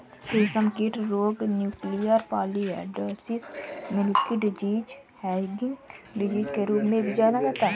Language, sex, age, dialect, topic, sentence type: Hindi, female, 25-30, Marwari Dhudhari, agriculture, statement